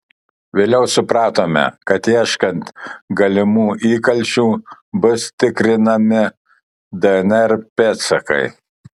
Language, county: Lithuanian, Kaunas